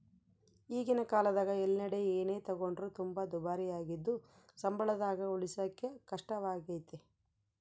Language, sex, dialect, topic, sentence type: Kannada, female, Central, banking, statement